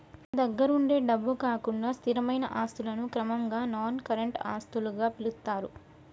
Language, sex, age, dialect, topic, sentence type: Telugu, female, 25-30, Telangana, banking, statement